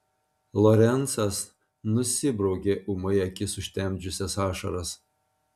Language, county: Lithuanian, Panevėžys